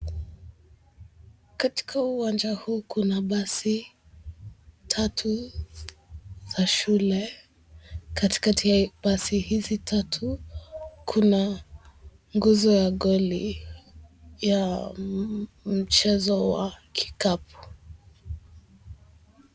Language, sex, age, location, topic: Swahili, female, 18-24, Mombasa, education